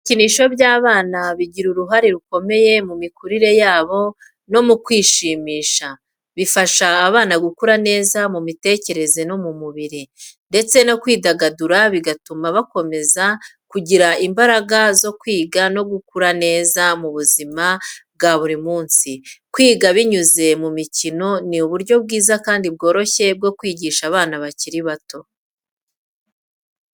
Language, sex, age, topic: Kinyarwanda, female, 25-35, education